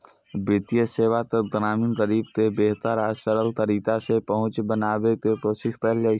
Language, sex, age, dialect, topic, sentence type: Maithili, female, 46-50, Eastern / Thethi, banking, statement